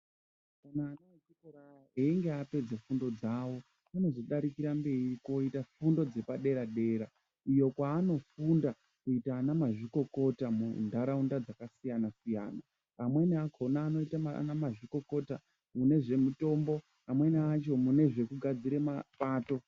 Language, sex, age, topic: Ndau, male, 18-24, education